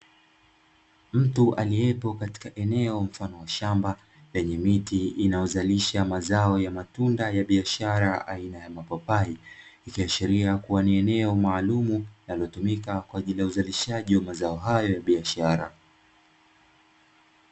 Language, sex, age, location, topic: Swahili, male, 25-35, Dar es Salaam, agriculture